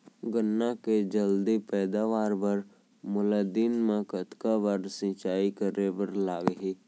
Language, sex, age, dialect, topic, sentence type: Chhattisgarhi, male, 18-24, Central, agriculture, question